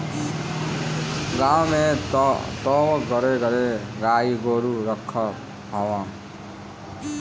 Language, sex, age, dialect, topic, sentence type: Bhojpuri, male, <18, Northern, agriculture, statement